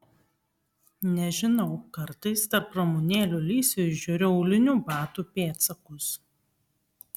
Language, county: Lithuanian, Kaunas